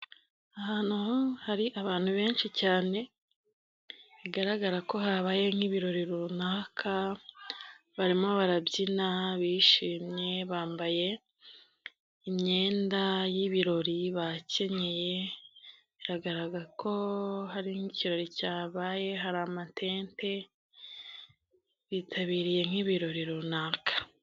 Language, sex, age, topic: Kinyarwanda, female, 25-35, finance